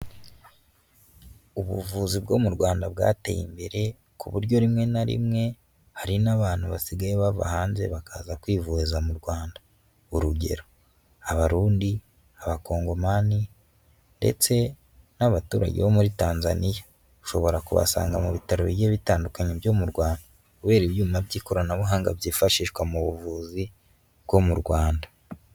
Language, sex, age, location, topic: Kinyarwanda, female, 18-24, Huye, health